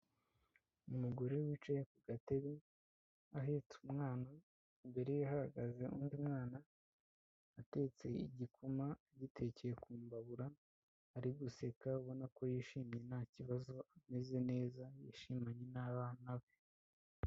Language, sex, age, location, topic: Kinyarwanda, female, 25-35, Kigali, health